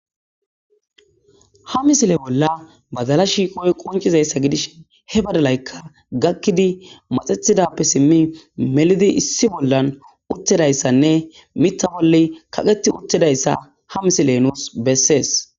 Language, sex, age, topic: Gamo, male, 18-24, agriculture